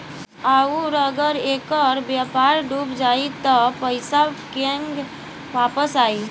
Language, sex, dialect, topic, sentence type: Bhojpuri, female, Southern / Standard, banking, statement